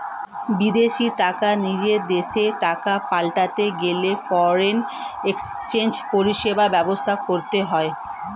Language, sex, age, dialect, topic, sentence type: Bengali, female, 31-35, Standard Colloquial, banking, statement